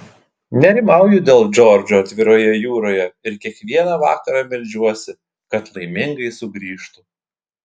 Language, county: Lithuanian, Klaipėda